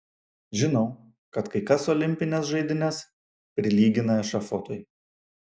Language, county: Lithuanian, Šiauliai